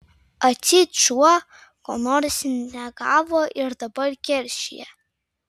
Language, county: Lithuanian, Vilnius